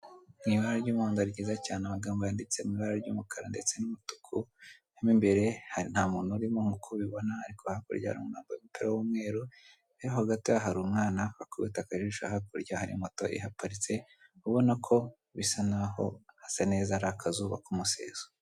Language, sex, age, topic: Kinyarwanda, female, 25-35, finance